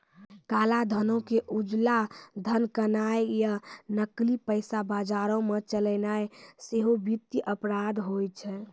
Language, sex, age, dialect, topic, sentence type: Maithili, female, 18-24, Angika, banking, statement